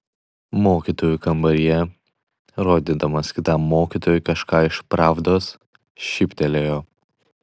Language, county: Lithuanian, Klaipėda